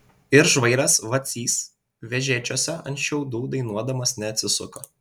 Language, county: Lithuanian, Vilnius